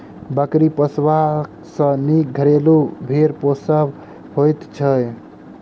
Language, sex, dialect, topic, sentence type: Maithili, male, Southern/Standard, agriculture, statement